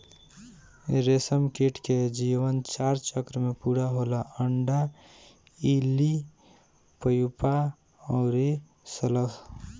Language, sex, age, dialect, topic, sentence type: Bhojpuri, male, 18-24, Northern, agriculture, statement